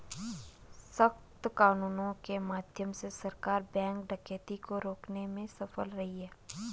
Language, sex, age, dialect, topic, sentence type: Hindi, female, 25-30, Garhwali, banking, statement